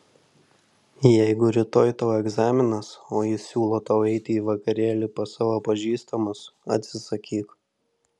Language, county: Lithuanian, Vilnius